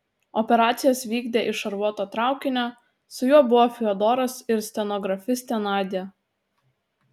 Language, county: Lithuanian, Utena